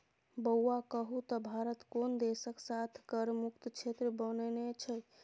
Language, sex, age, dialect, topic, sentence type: Maithili, female, 31-35, Bajjika, banking, statement